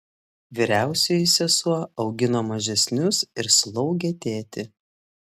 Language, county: Lithuanian, Klaipėda